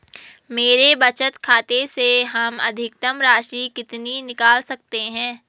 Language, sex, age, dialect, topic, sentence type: Hindi, female, 18-24, Garhwali, banking, question